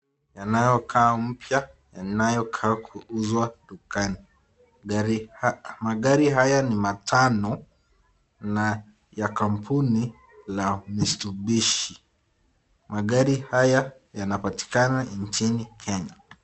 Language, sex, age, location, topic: Swahili, male, 25-35, Nakuru, finance